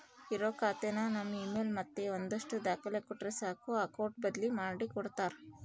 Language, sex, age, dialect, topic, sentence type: Kannada, female, 18-24, Central, banking, statement